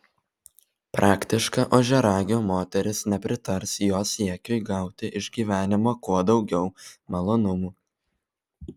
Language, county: Lithuanian, Vilnius